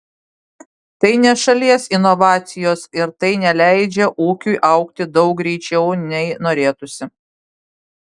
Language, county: Lithuanian, Vilnius